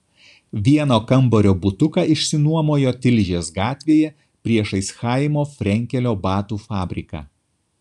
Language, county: Lithuanian, Kaunas